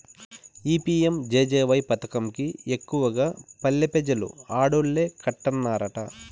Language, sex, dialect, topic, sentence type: Telugu, male, Southern, banking, statement